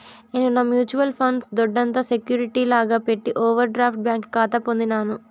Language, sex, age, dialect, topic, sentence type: Telugu, female, 25-30, Southern, banking, statement